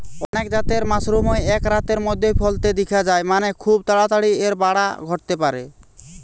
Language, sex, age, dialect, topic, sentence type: Bengali, male, 18-24, Western, agriculture, statement